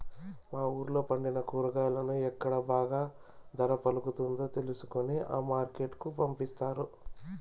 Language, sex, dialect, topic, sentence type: Telugu, male, Southern, agriculture, statement